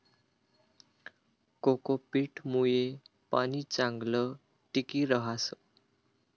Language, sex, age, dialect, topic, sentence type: Marathi, male, 18-24, Northern Konkan, agriculture, statement